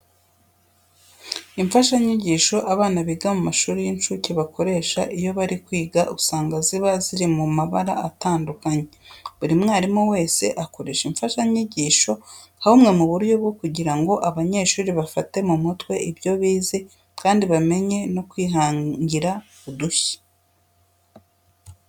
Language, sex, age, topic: Kinyarwanda, female, 36-49, education